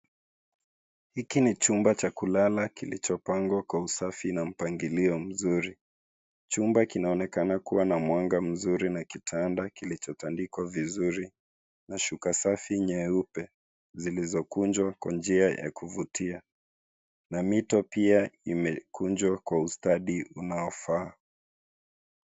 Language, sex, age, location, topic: Swahili, male, 25-35, Nairobi, education